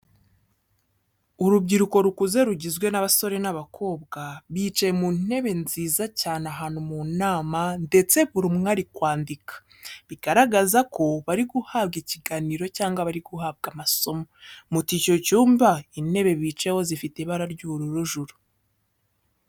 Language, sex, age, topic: Kinyarwanda, female, 18-24, education